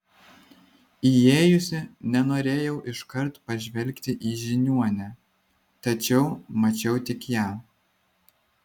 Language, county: Lithuanian, Vilnius